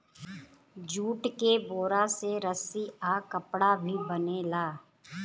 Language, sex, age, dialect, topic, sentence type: Bhojpuri, female, 31-35, Southern / Standard, agriculture, statement